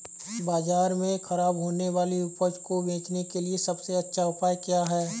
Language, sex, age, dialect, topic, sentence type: Hindi, male, 25-30, Marwari Dhudhari, agriculture, statement